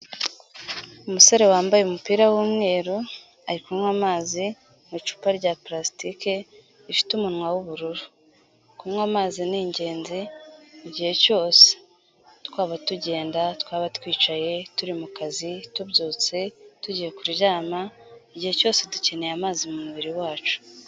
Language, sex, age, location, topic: Kinyarwanda, female, 18-24, Kigali, health